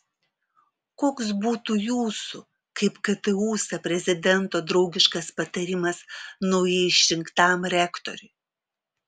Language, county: Lithuanian, Vilnius